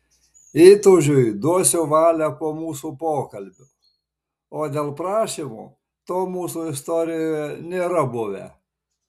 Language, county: Lithuanian, Marijampolė